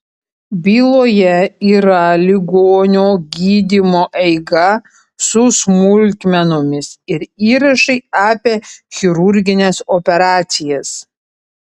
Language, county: Lithuanian, Panevėžys